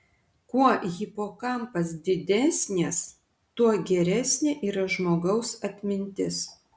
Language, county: Lithuanian, Vilnius